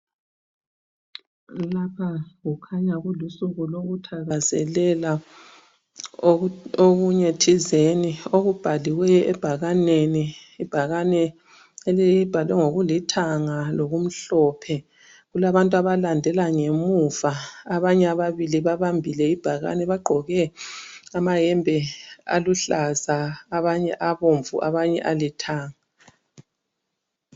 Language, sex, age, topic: North Ndebele, female, 50+, health